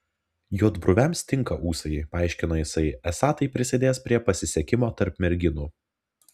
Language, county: Lithuanian, Vilnius